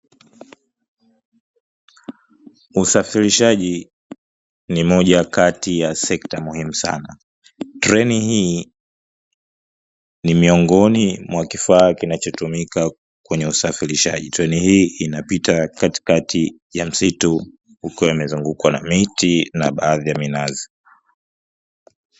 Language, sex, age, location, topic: Swahili, male, 25-35, Dar es Salaam, government